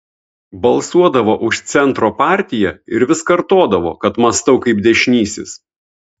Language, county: Lithuanian, Vilnius